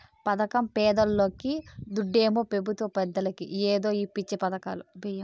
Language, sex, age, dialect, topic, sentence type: Telugu, female, 18-24, Southern, banking, statement